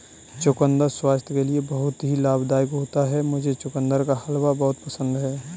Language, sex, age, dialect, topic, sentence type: Hindi, male, 25-30, Kanauji Braj Bhasha, agriculture, statement